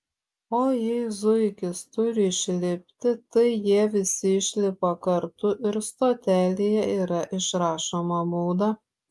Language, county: Lithuanian, Šiauliai